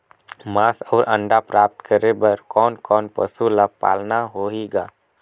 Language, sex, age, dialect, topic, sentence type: Chhattisgarhi, male, 18-24, Northern/Bhandar, agriculture, question